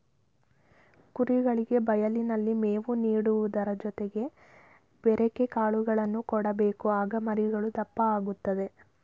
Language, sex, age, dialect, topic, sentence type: Kannada, female, 25-30, Mysore Kannada, agriculture, statement